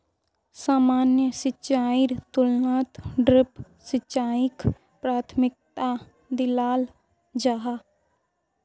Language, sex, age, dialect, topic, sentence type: Magahi, female, 36-40, Northeastern/Surjapuri, agriculture, statement